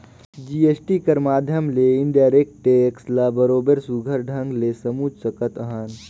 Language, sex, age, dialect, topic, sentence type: Chhattisgarhi, male, 18-24, Northern/Bhandar, banking, statement